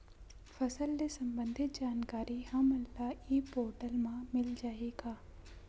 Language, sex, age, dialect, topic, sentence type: Chhattisgarhi, female, 60-100, Western/Budati/Khatahi, agriculture, question